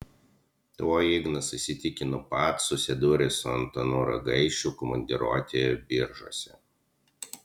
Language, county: Lithuanian, Utena